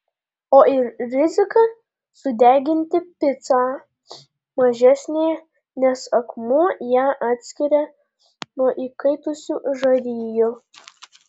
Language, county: Lithuanian, Panevėžys